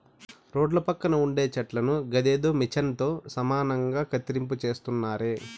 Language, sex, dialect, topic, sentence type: Telugu, male, Southern, agriculture, statement